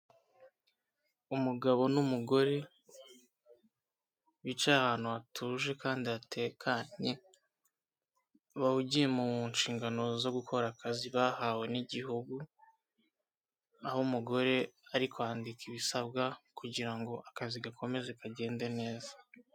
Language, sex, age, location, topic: Kinyarwanda, male, 18-24, Kigali, government